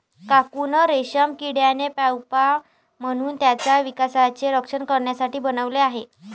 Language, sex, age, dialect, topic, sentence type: Marathi, female, 18-24, Varhadi, agriculture, statement